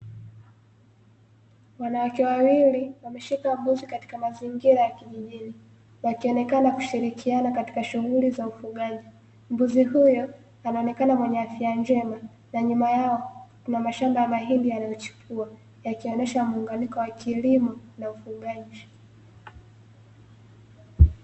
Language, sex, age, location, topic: Swahili, female, 18-24, Dar es Salaam, agriculture